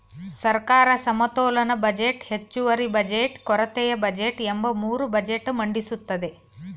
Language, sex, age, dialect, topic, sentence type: Kannada, female, 36-40, Mysore Kannada, banking, statement